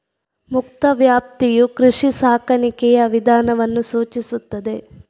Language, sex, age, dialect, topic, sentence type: Kannada, female, 46-50, Coastal/Dakshin, agriculture, statement